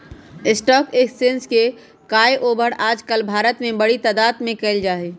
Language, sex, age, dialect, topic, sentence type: Magahi, female, 31-35, Western, banking, statement